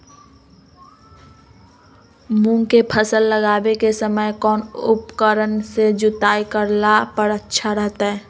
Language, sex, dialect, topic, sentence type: Magahi, female, Southern, agriculture, question